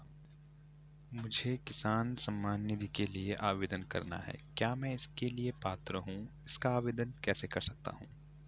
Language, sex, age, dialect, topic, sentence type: Hindi, male, 18-24, Garhwali, banking, question